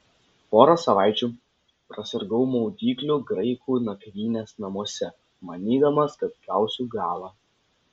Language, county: Lithuanian, Vilnius